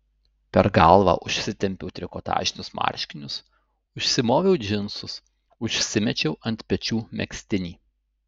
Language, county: Lithuanian, Utena